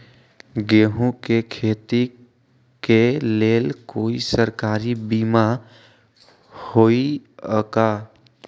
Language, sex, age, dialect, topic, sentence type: Magahi, male, 18-24, Western, agriculture, question